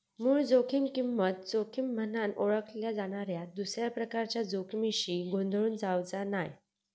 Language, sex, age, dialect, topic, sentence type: Marathi, female, 18-24, Southern Konkan, banking, statement